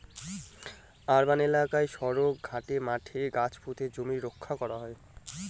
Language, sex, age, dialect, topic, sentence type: Bengali, male, 25-30, Northern/Varendri, agriculture, statement